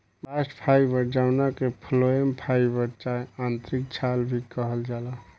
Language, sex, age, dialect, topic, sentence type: Bhojpuri, male, 18-24, Southern / Standard, agriculture, statement